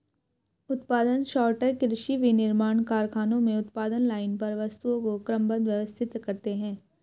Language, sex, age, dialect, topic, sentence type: Hindi, female, 31-35, Hindustani Malvi Khadi Boli, agriculture, statement